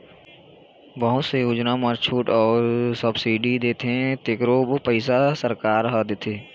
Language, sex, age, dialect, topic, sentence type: Chhattisgarhi, male, 18-24, Eastern, banking, statement